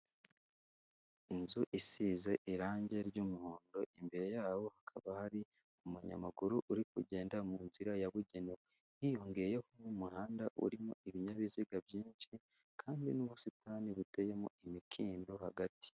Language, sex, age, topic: Kinyarwanda, male, 18-24, government